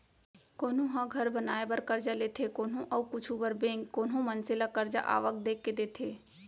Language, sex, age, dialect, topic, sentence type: Chhattisgarhi, female, 25-30, Central, banking, statement